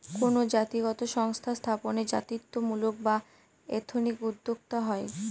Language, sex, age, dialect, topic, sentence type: Bengali, female, 18-24, Northern/Varendri, banking, statement